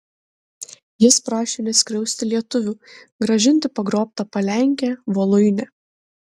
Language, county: Lithuanian, Kaunas